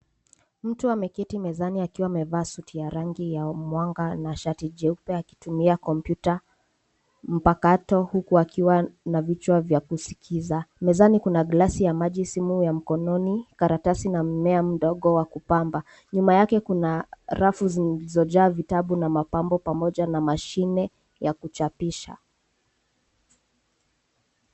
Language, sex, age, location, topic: Swahili, female, 18-24, Nairobi, education